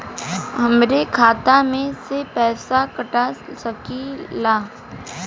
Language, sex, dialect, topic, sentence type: Bhojpuri, female, Western, banking, question